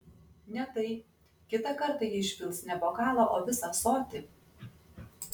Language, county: Lithuanian, Klaipėda